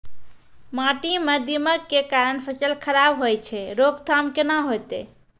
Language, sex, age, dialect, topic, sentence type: Maithili, female, 18-24, Angika, agriculture, question